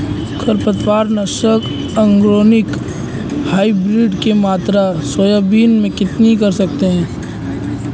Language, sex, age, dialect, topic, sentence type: Hindi, male, 18-24, Marwari Dhudhari, agriculture, question